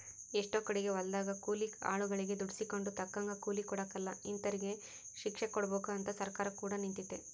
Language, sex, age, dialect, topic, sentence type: Kannada, female, 18-24, Central, agriculture, statement